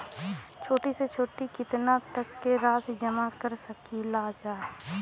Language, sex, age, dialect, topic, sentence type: Bhojpuri, female, 18-24, Western, banking, question